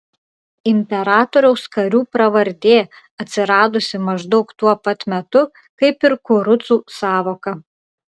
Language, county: Lithuanian, Klaipėda